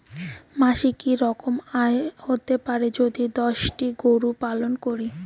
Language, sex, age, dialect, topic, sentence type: Bengali, female, 18-24, Rajbangshi, agriculture, question